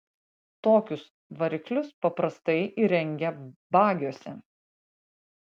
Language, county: Lithuanian, Panevėžys